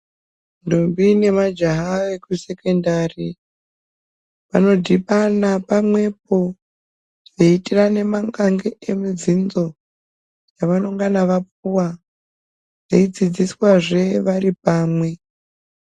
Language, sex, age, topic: Ndau, female, 36-49, education